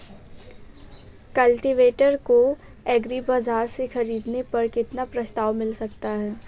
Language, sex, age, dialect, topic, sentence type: Hindi, female, 18-24, Awadhi Bundeli, agriculture, question